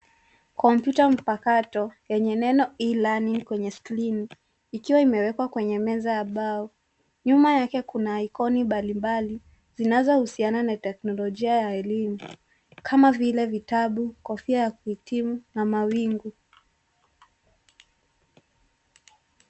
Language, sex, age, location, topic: Swahili, female, 18-24, Nairobi, education